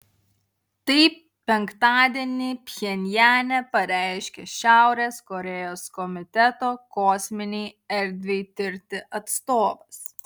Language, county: Lithuanian, Utena